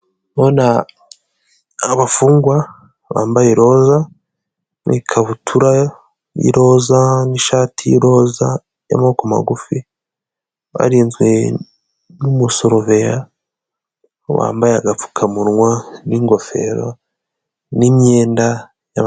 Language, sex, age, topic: Kinyarwanda, male, 18-24, government